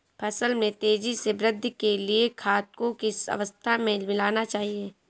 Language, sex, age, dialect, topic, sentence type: Hindi, female, 18-24, Marwari Dhudhari, agriculture, question